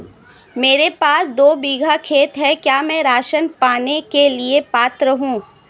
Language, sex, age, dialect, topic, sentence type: Hindi, female, 25-30, Awadhi Bundeli, banking, question